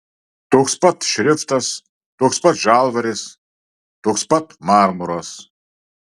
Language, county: Lithuanian, Marijampolė